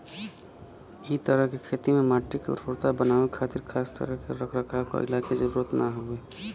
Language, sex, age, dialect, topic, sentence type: Bhojpuri, male, 25-30, Western, agriculture, statement